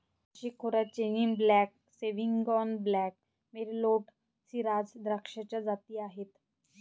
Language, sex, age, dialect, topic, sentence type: Marathi, female, 25-30, Varhadi, agriculture, statement